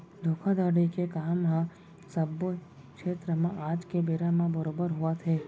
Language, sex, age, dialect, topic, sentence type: Chhattisgarhi, male, 18-24, Central, banking, statement